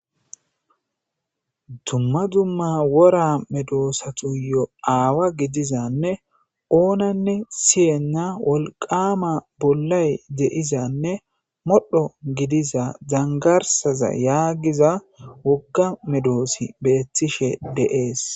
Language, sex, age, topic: Gamo, male, 18-24, agriculture